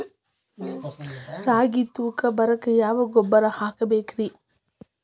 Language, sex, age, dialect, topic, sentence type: Kannada, female, 25-30, Dharwad Kannada, agriculture, question